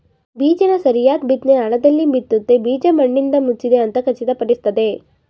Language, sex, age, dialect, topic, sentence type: Kannada, female, 18-24, Mysore Kannada, agriculture, statement